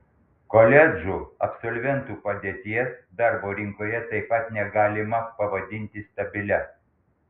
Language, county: Lithuanian, Panevėžys